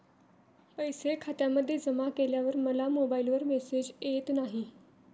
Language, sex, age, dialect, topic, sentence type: Marathi, female, 18-24, Standard Marathi, banking, question